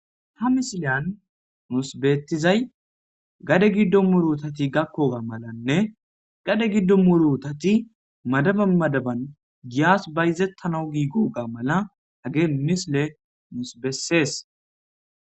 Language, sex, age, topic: Gamo, male, 18-24, agriculture